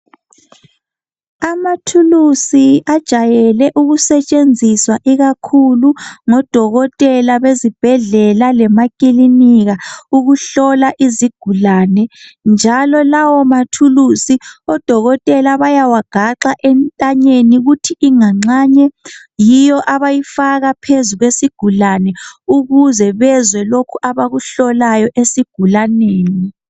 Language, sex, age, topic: North Ndebele, male, 25-35, health